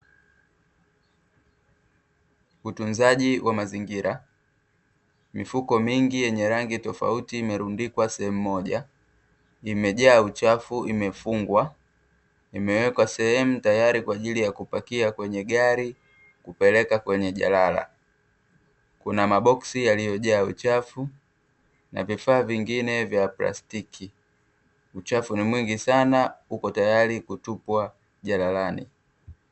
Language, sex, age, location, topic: Swahili, male, 36-49, Dar es Salaam, government